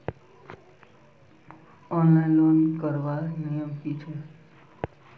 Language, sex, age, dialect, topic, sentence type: Magahi, male, 25-30, Northeastern/Surjapuri, banking, question